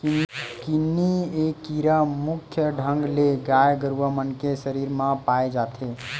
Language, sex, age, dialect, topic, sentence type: Chhattisgarhi, male, 18-24, Western/Budati/Khatahi, agriculture, statement